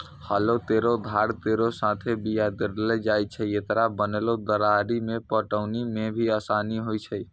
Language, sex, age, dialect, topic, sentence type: Maithili, male, 60-100, Angika, agriculture, statement